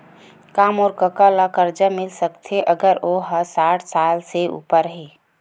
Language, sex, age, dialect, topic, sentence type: Chhattisgarhi, female, 18-24, Western/Budati/Khatahi, banking, statement